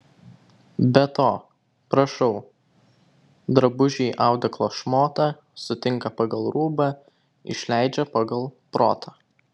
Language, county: Lithuanian, Vilnius